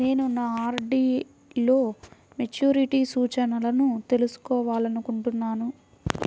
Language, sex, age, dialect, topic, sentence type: Telugu, female, 41-45, Central/Coastal, banking, statement